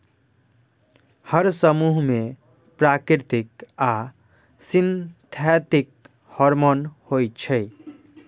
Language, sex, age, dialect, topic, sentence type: Maithili, male, 18-24, Eastern / Thethi, agriculture, statement